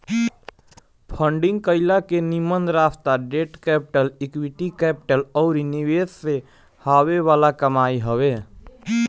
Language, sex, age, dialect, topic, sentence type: Bhojpuri, male, 18-24, Northern, banking, statement